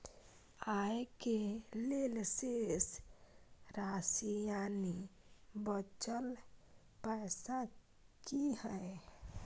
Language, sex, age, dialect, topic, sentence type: Maithili, female, 18-24, Bajjika, banking, statement